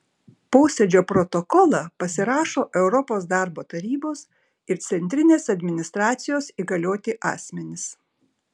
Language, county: Lithuanian, Šiauliai